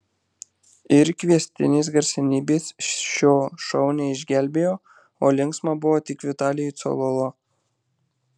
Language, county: Lithuanian, Marijampolė